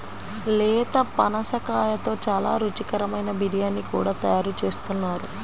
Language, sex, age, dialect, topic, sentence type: Telugu, female, 25-30, Central/Coastal, agriculture, statement